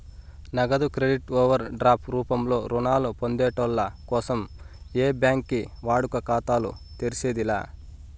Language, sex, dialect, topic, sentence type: Telugu, male, Southern, banking, statement